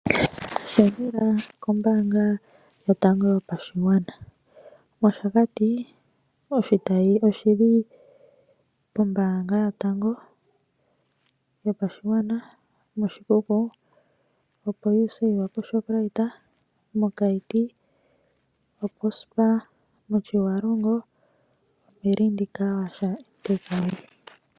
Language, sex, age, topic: Oshiwambo, female, 25-35, finance